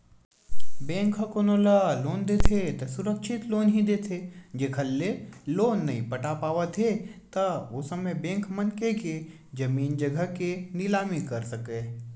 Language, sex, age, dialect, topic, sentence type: Chhattisgarhi, male, 18-24, Western/Budati/Khatahi, banking, statement